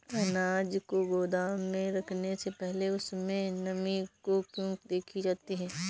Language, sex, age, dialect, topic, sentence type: Hindi, female, 18-24, Awadhi Bundeli, agriculture, question